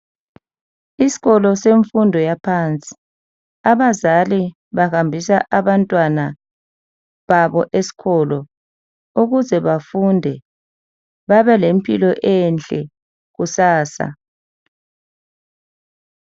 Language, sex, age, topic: North Ndebele, male, 50+, education